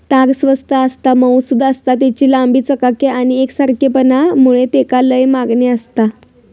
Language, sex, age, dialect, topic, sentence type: Marathi, female, 18-24, Southern Konkan, agriculture, statement